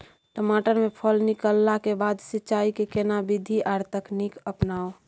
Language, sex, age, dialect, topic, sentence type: Maithili, female, 25-30, Bajjika, agriculture, question